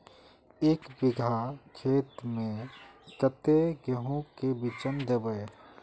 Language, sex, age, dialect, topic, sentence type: Magahi, male, 18-24, Northeastern/Surjapuri, agriculture, question